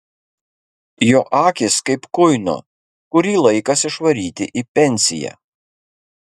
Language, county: Lithuanian, Kaunas